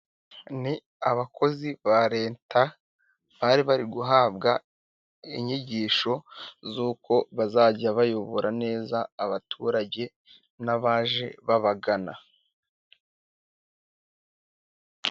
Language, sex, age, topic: Kinyarwanda, male, 18-24, government